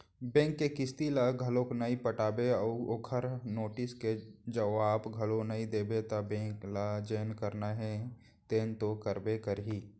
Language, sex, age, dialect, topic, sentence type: Chhattisgarhi, male, 25-30, Central, banking, statement